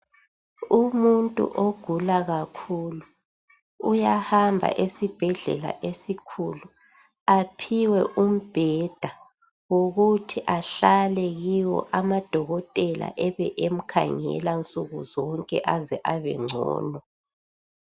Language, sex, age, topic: North Ndebele, female, 36-49, health